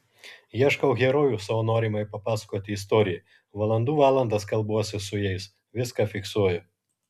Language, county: Lithuanian, Kaunas